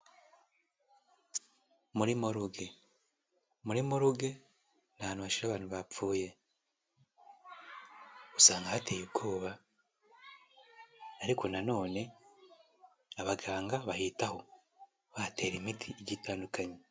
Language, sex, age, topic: Kinyarwanda, male, 18-24, health